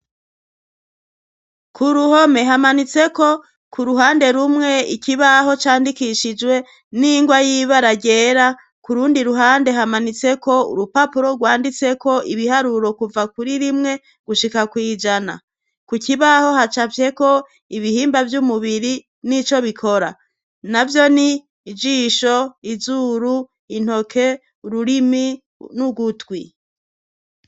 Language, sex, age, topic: Rundi, female, 36-49, education